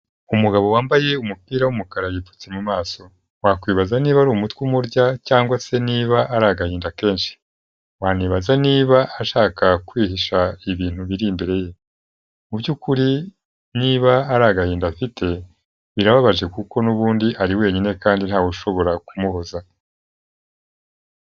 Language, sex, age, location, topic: Kinyarwanda, male, 50+, Kigali, health